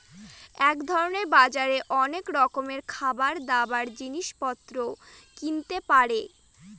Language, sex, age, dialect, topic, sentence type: Bengali, female, 60-100, Northern/Varendri, agriculture, statement